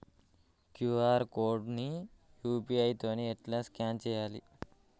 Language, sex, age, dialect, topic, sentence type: Telugu, male, 18-24, Telangana, banking, question